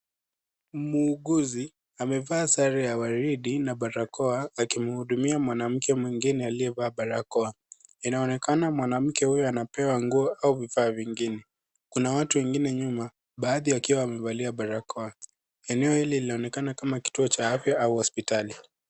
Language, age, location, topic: Swahili, 36-49, Nairobi, health